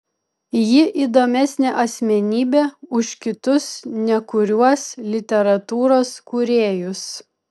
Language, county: Lithuanian, Vilnius